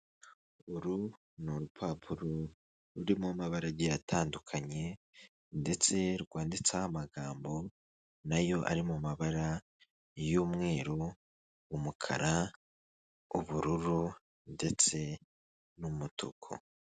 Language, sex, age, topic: Kinyarwanda, male, 25-35, finance